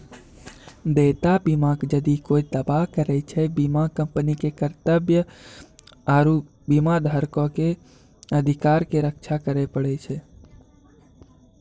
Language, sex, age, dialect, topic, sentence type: Maithili, male, 46-50, Angika, banking, statement